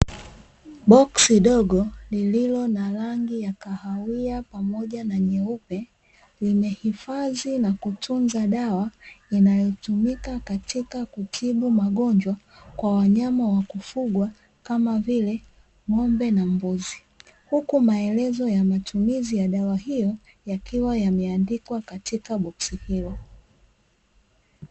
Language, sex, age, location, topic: Swahili, female, 25-35, Dar es Salaam, agriculture